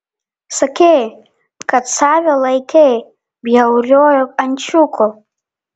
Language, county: Lithuanian, Vilnius